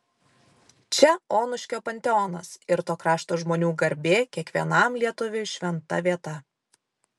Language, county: Lithuanian, Vilnius